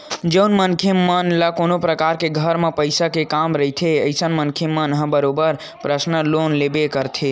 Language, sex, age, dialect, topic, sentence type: Chhattisgarhi, male, 18-24, Western/Budati/Khatahi, banking, statement